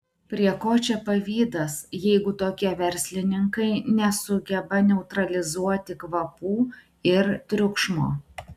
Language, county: Lithuanian, Klaipėda